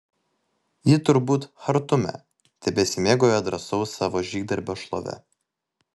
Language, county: Lithuanian, Vilnius